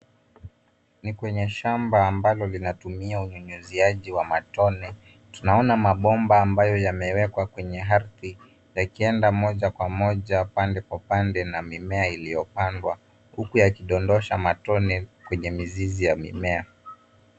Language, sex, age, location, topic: Swahili, male, 18-24, Nairobi, agriculture